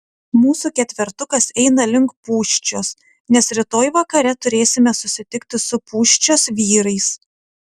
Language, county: Lithuanian, Utena